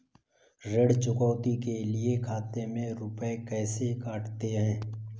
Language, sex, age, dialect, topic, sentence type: Hindi, male, 18-24, Kanauji Braj Bhasha, banking, question